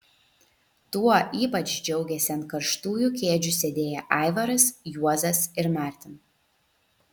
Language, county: Lithuanian, Vilnius